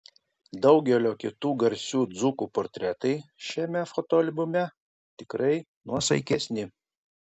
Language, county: Lithuanian, Kaunas